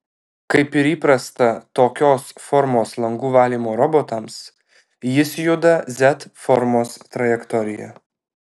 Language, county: Lithuanian, Alytus